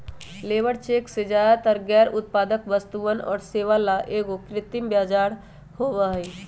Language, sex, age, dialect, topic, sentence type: Magahi, male, 18-24, Western, banking, statement